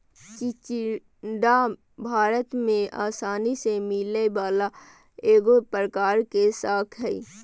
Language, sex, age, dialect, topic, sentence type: Magahi, female, 18-24, Southern, agriculture, statement